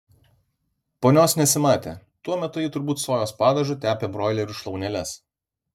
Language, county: Lithuanian, Vilnius